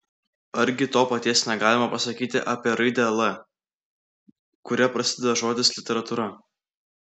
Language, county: Lithuanian, Klaipėda